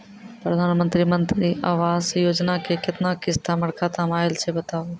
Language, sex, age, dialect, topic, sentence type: Maithili, female, 31-35, Angika, banking, question